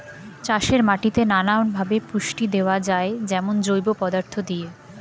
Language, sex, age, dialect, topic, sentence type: Bengali, female, 25-30, Standard Colloquial, agriculture, statement